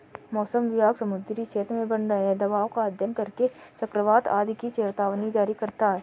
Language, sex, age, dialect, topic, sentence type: Hindi, female, 60-100, Kanauji Braj Bhasha, agriculture, statement